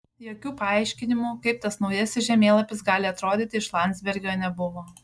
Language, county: Lithuanian, Šiauliai